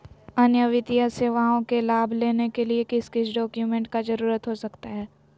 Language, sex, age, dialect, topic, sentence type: Magahi, female, 18-24, Southern, banking, question